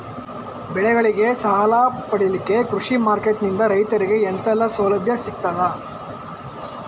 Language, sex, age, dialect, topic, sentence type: Kannada, male, 18-24, Coastal/Dakshin, agriculture, question